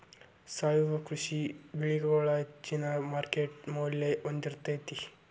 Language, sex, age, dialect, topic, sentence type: Kannada, male, 46-50, Dharwad Kannada, agriculture, statement